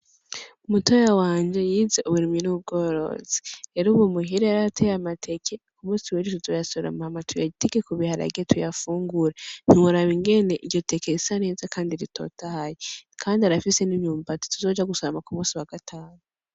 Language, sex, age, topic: Rundi, female, 18-24, education